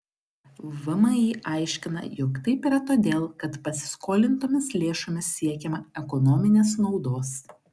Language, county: Lithuanian, Klaipėda